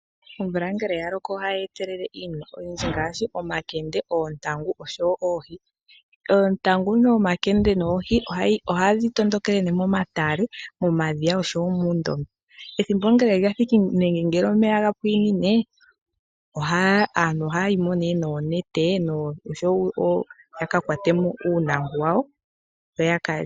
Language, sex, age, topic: Oshiwambo, female, 25-35, agriculture